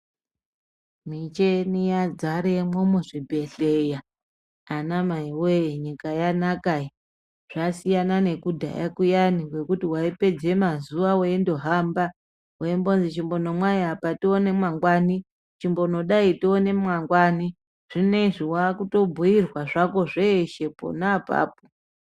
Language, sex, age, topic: Ndau, female, 25-35, health